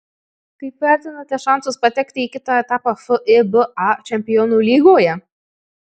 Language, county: Lithuanian, Marijampolė